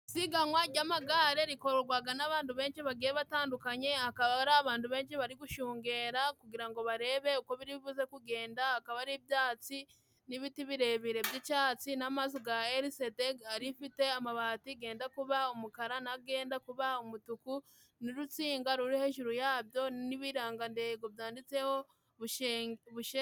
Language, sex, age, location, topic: Kinyarwanda, female, 25-35, Musanze, government